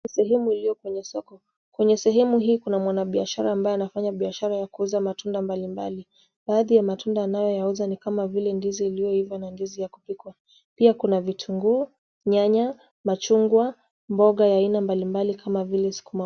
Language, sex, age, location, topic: Swahili, female, 25-35, Kisumu, agriculture